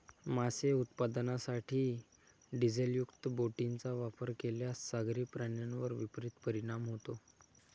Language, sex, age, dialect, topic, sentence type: Marathi, male, 25-30, Standard Marathi, agriculture, statement